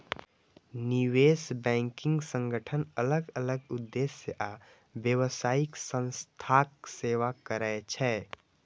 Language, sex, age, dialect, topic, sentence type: Maithili, male, 18-24, Eastern / Thethi, banking, statement